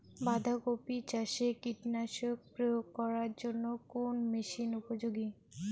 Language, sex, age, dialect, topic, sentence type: Bengali, female, 18-24, Rajbangshi, agriculture, question